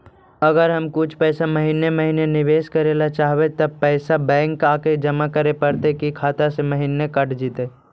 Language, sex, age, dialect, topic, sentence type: Magahi, male, 51-55, Central/Standard, banking, question